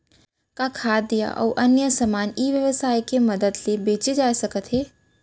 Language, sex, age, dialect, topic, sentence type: Chhattisgarhi, female, 18-24, Central, agriculture, question